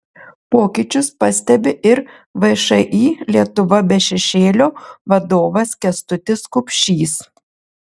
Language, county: Lithuanian, Marijampolė